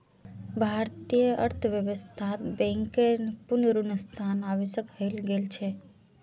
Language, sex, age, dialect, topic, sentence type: Magahi, female, 18-24, Northeastern/Surjapuri, banking, statement